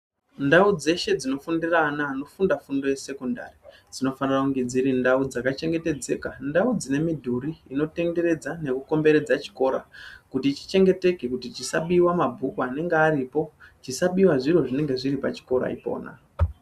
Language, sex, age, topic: Ndau, female, 36-49, education